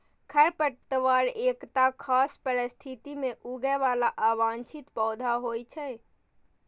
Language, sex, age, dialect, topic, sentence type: Maithili, female, 18-24, Eastern / Thethi, agriculture, statement